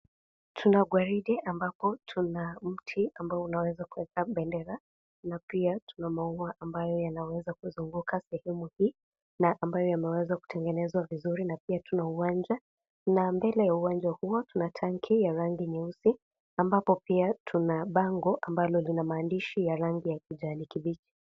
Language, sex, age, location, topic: Swahili, female, 25-35, Kisii, education